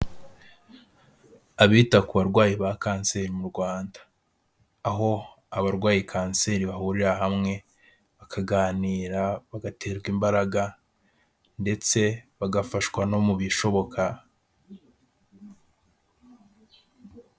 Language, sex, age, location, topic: Kinyarwanda, male, 18-24, Kigali, health